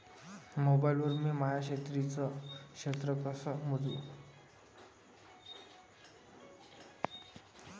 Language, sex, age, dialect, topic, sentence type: Marathi, male, 18-24, Varhadi, agriculture, question